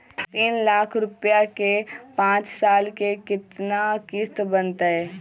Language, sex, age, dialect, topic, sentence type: Magahi, female, 18-24, Western, banking, question